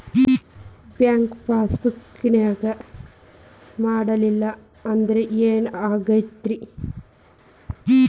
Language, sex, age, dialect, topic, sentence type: Kannada, female, 25-30, Dharwad Kannada, banking, question